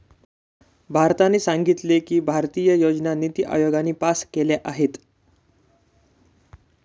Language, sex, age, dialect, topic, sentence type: Marathi, male, 18-24, Northern Konkan, banking, statement